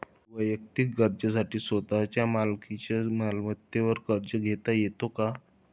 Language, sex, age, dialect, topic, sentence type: Marathi, male, 25-30, Standard Marathi, banking, question